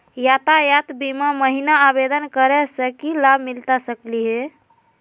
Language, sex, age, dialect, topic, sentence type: Magahi, female, 18-24, Southern, banking, question